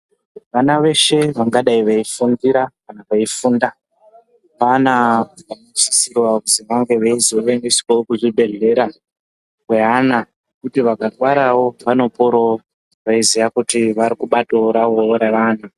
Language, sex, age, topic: Ndau, female, 18-24, health